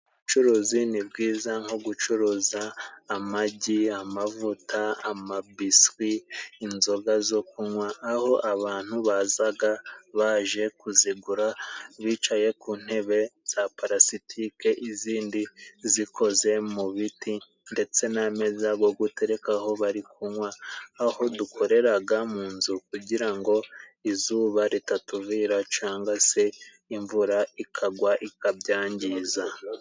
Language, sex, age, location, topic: Kinyarwanda, male, 25-35, Musanze, finance